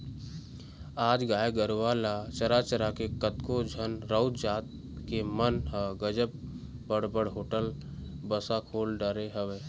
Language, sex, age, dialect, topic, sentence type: Chhattisgarhi, male, 18-24, Eastern, banking, statement